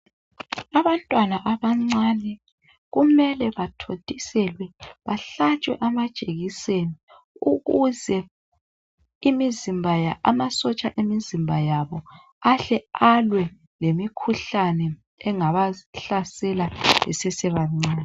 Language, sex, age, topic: North Ndebele, male, 25-35, health